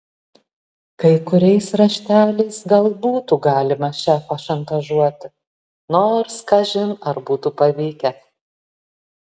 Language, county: Lithuanian, Alytus